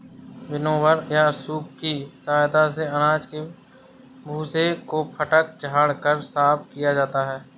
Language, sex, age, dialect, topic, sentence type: Hindi, male, 60-100, Awadhi Bundeli, agriculture, statement